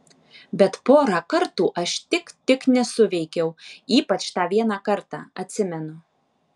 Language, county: Lithuanian, Alytus